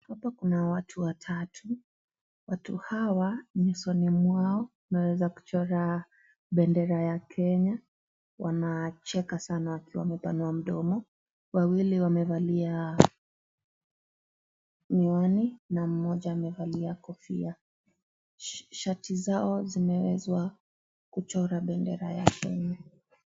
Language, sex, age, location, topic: Swahili, female, 25-35, Kisii, government